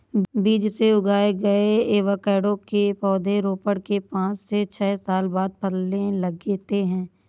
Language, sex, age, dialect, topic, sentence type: Hindi, female, 31-35, Awadhi Bundeli, agriculture, statement